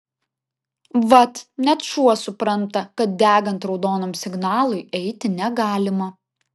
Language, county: Lithuanian, Vilnius